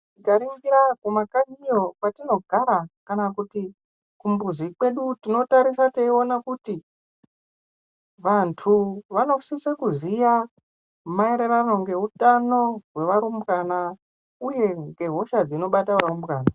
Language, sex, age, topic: Ndau, male, 18-24, health